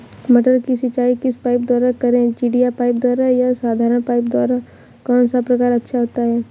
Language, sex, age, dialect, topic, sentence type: Hindi, female, 18-24, Awadhi Bundeli, agriculture, question